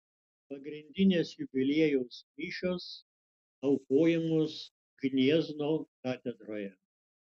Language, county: Lithuanian, Utena